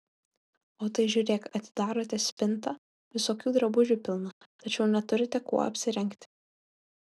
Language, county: Lithuanian, Kaunas